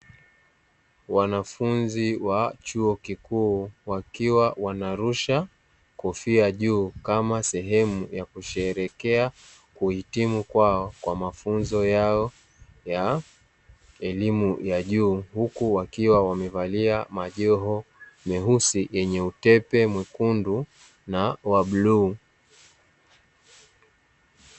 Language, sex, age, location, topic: Swahili, male, 18-24, Dar es Salaam, education